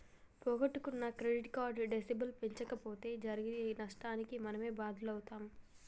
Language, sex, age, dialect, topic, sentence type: Telugu, female, 18-24, Telangana, banking, statement